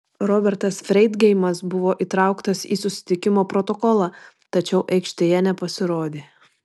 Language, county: Lithuanian, Marijampolė